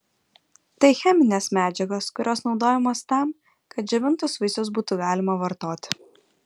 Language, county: Lithuanian, Vilnius